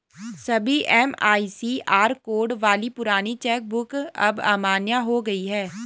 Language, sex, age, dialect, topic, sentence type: Hindi, female, 18-24, Garhwali, banking, statement